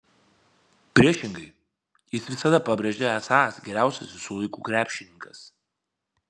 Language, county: Lithuanian, Vilnius